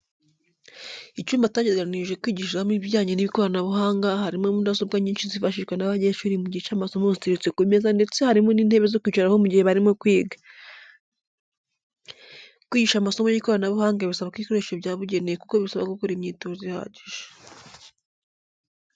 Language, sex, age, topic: Kinyarwanda, female, 18-24, education